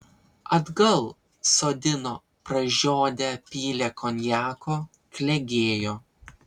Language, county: Lithuanian, Vilnius